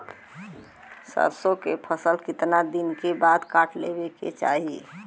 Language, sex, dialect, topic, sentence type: Bhojpuri, female, Western, agriculture, question